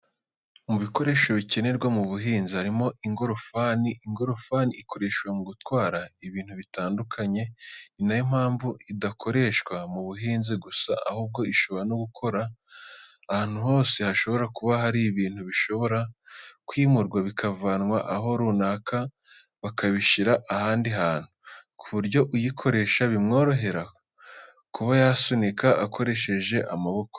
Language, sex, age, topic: Kinyarwanda, male, 18-24, education